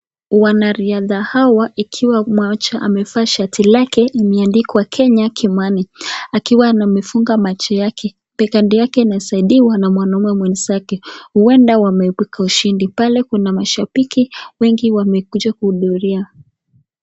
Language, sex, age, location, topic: Swahili, female, 18-24, Nakuru, education